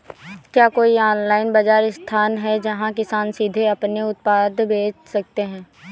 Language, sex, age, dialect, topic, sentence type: Hindi, female, 18-24, Awadhi Bundeli, agriculture, statement